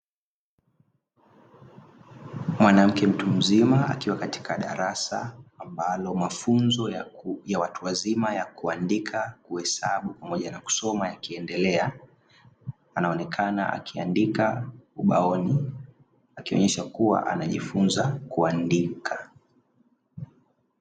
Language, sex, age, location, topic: Swahili, male, 25-35, Dar es Salaam, education